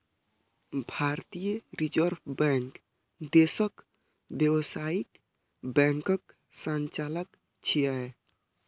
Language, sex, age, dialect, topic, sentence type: Maithili, male, 25-30, Eastern / Thethi, banking, statement